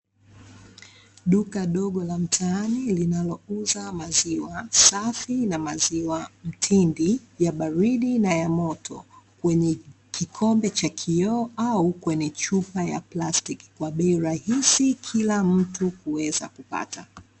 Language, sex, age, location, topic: Swahili, female, 25-35, Dar es Salaam, finance